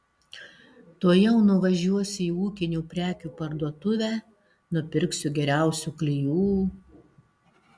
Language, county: Lithuanian, Alytus